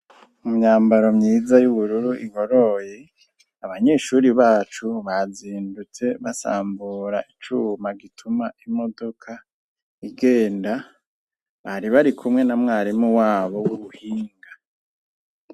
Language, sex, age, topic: Rundi, male, 36-49, education